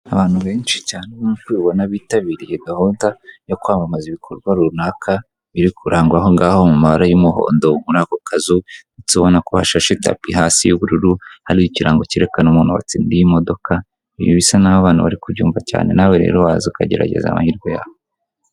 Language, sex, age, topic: Kinyarwanda, female, 25-35, finance